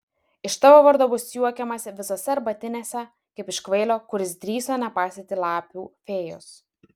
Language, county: Lithuanian, Vilnius